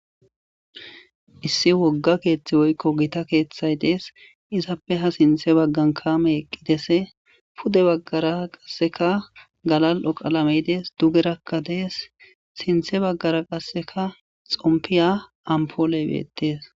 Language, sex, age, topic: Gamo, male, 18-24, agriculture